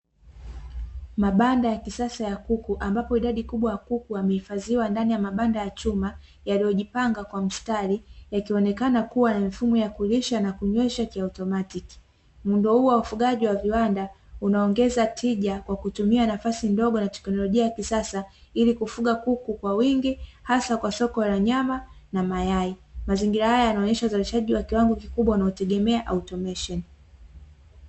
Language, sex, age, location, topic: Swahili, female, 18-24, Dar es Salaam, agriculture